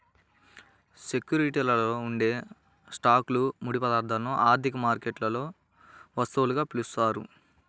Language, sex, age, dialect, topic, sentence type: Telugu, male, 18-24, Central/Coastal, banking, statement